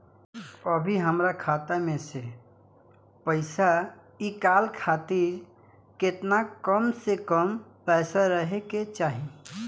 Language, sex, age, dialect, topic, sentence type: Bhojpuri, male, 18-24, Southern / Standard, banking, question